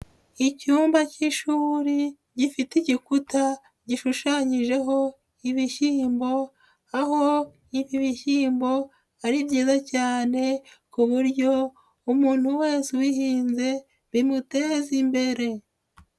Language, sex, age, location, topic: Kinyarwanda, female, 25-35, Nyagatare, education